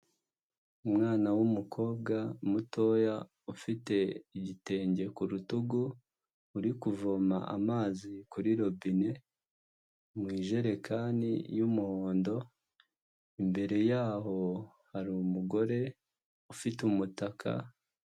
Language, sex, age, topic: Kinyarwanda, male, 25-35, health